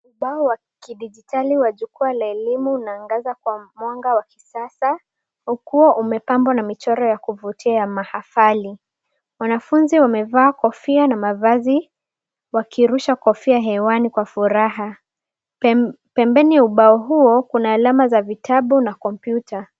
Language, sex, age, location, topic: Swahili, female, 18-24, Nairobi, education